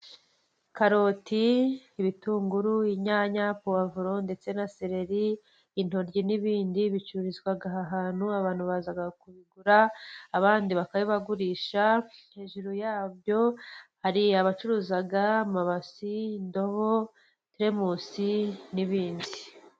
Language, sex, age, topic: Kinyarwanda, female, 25-35, finance